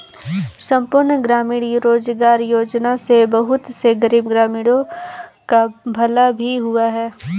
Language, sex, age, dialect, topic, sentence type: Hindi, female, 18-24, Kanauji Braj Bhasha, banking, statement